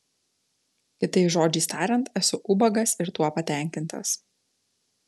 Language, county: Lithuanian, Telšiai